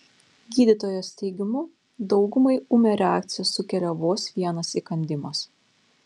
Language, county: Lithuanian, Panevėžys